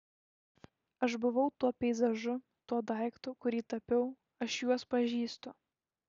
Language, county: Lithuanian, Šiauliai